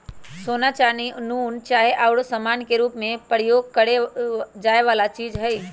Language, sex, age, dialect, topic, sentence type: Magahi, female, 25-30, Western, banking, statement